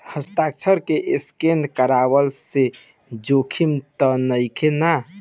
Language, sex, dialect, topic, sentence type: Bhojpuri, male, Southern / Standard, banking, question